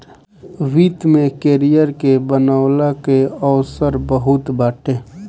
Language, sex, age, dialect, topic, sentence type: Bhojpuri, male, 18-24, Northern, banking, statement